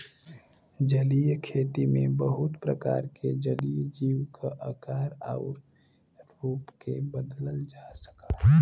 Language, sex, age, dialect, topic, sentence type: Bhojpuri, female, 18-24, Western, agriculture, statement